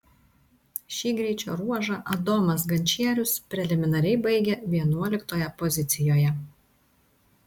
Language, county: Lithuanian, Tauragė